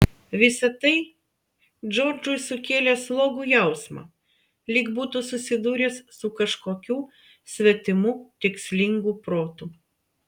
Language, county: Lithuanian, Vilnius